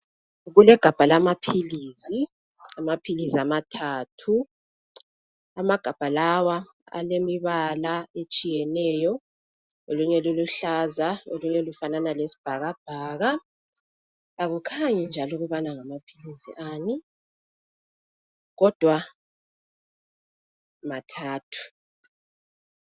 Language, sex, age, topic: North Ndebele, female, 25-35, health